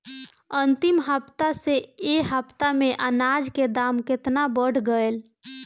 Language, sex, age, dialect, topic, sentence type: Bhojpuri, female, 18-24, Southern / Standard, agriculture, question